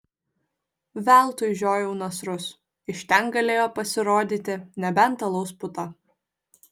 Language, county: Lithuanian, Vilnius